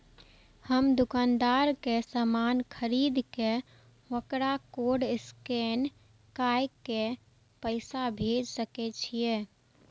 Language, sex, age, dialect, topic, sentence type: Maithili, female, 18-24, Eastern / Thethi, banking, question